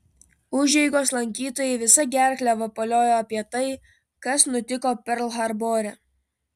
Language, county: Lithuanian, Vilnius